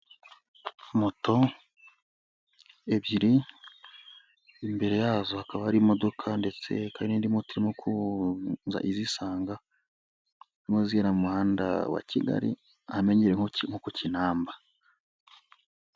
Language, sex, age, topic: Kinyarwanda, male, 25-35, government